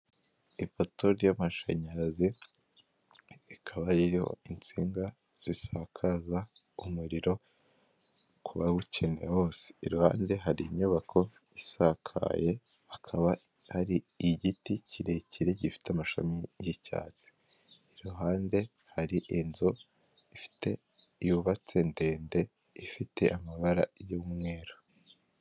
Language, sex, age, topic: Kinyarwanda, male, 18-24, government